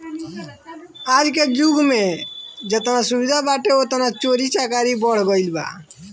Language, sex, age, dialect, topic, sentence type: Bhojpuri, male, <18, Northern, banking, statement